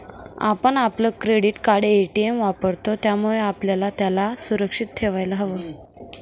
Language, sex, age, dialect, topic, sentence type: Marathi, female, 18-24, Northern Konkan, banking, statement